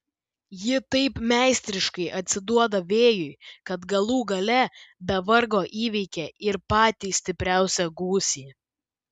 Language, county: Lithuanian, Vilnius